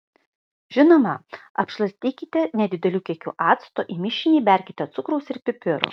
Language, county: Lithuanian, Kaunas